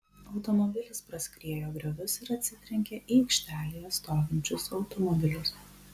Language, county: Lithuanian, Kaunas